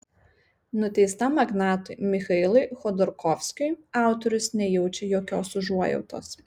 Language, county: Lithuanian, Marijampolė